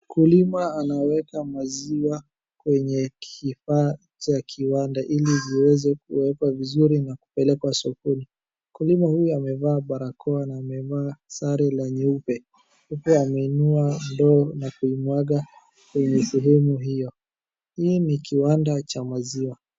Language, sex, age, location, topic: Swahili, female, 36-49, Wajir, agriculture